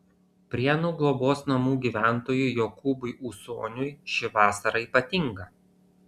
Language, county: Lithuanian, Kaunas